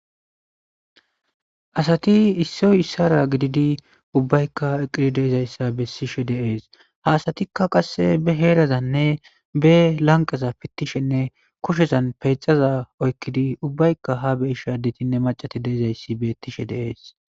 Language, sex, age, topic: Gamo, male, 25-35, government